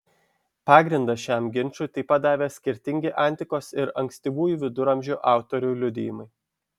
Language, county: Lithuanian, Šiauliai